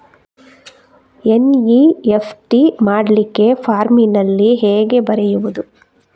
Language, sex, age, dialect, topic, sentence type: Kannada, female, 36-40, Coastal/Dakshin, banking, question